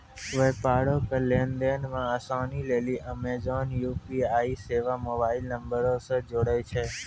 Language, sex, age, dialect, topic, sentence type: Maithili, male, 18-24, Angika, banking, statement